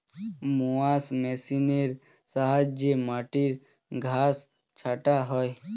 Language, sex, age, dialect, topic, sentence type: Bengali, male, 18-24, Standard Colloquial, agriculture, statement